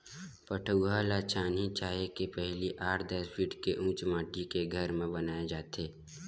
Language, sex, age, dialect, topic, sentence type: Chhattisgarhi, male, 18-24, Western/Budati/Khatahi, agriculture, statement